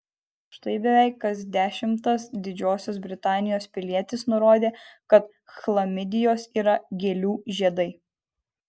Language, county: Lithuanian, Kaunas